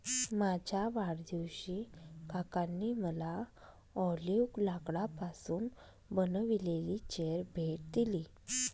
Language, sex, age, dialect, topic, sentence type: Marathi, female, 25-30, Northern Konkan, agriculture, statement